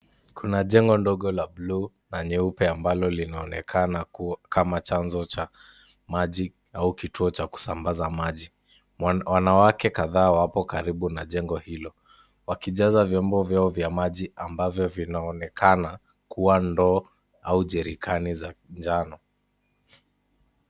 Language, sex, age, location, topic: Swahili, male, 18-24, Kisumu, health